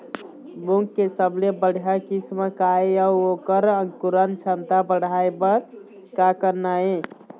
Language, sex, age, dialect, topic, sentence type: Chhattisgarhi, male, 18-24, Eastern, agriculture, question